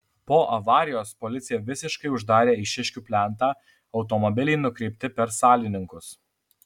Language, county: Lithuanian, Alytus